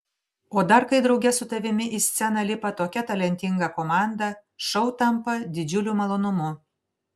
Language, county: Lithuanian, Panevėžys